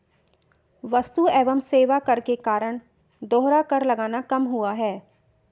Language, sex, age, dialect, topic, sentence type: Hindi, female, 31-35, Marwari Dhudhari, banking, statement